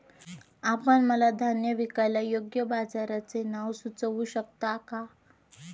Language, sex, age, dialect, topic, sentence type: Marathi, female, 18-24, Standard Marathi, agriculture, statement